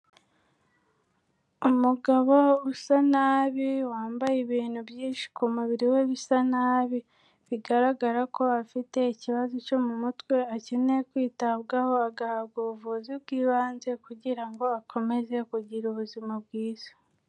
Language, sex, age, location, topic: Kinyarwanda, female, 18-24, Kigali, health